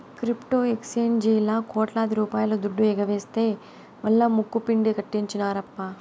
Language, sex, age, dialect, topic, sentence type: Telugu, female, 18-24, Southern, banking, statement